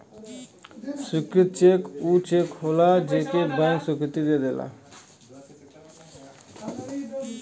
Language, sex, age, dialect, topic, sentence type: Bhojpuri, male, 31-35, Western, banking, statement